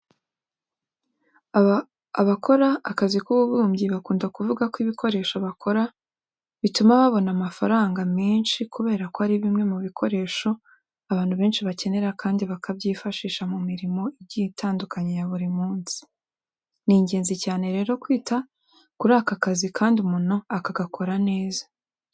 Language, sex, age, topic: Kinyarwanda, female, 18-24, education